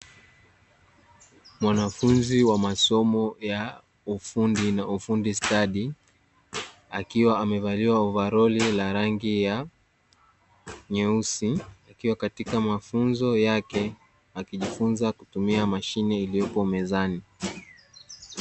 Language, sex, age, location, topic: Swahili, male, 18-24, Dar es Salaam, education